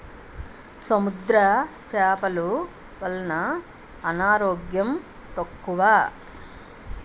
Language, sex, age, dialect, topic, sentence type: Telugu, female, 41-45, Utterandhra, agriculture, statement